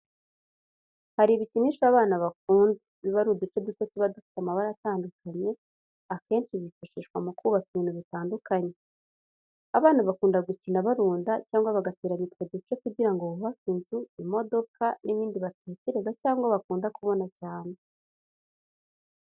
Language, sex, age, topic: Kinyarwanda, female, 18-24, education